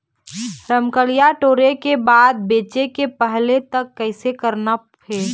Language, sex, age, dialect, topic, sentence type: Chhattisgarhi, female, 18-24, Eastern, agriculture, question